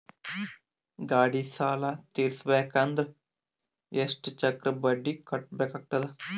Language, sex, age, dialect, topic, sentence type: Kannada, male, 25-30, Northeastern, banking, question